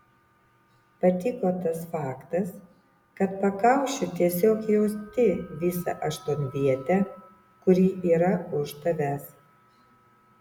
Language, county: Lithuanian, Utena